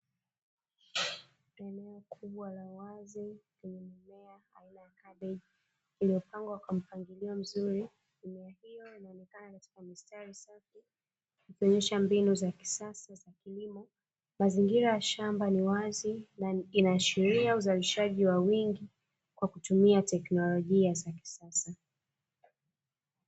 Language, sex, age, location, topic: Swahili, female, 25-35, Dar es Salaam, agriculture